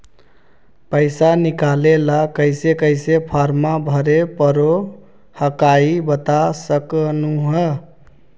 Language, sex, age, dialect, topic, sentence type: Magahi, male, 36-40, Central/Standard, banking, question